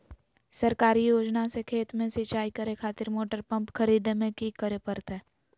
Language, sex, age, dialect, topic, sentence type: Magahi, female, 18-24, Southern, agriculture, question